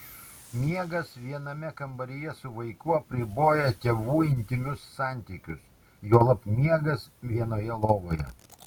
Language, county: Lithuanian, Kaunas